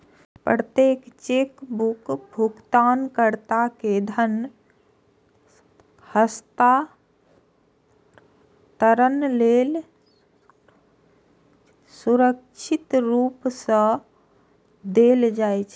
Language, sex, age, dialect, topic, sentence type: Maithili, female, 56-60, Eastern / Thethi, banking, statement